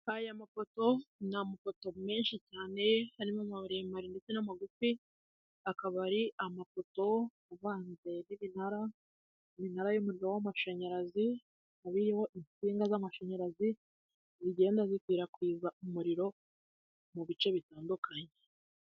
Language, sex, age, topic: Kinyarwanda, female, 18-24, government